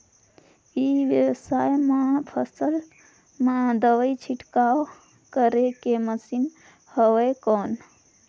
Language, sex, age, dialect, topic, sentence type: Chhattisgarhi, female, 18-24, Northern/Bhandar, agriculture, question